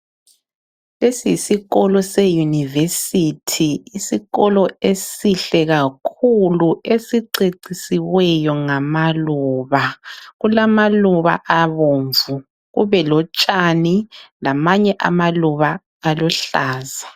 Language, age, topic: North Ndebele, 36-49, education